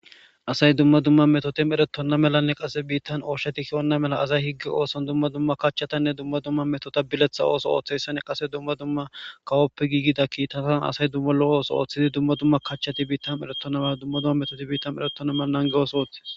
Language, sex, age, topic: Gamo, male, 25-35, government